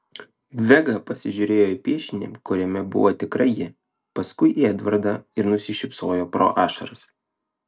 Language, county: Lithuanian, Klaipėda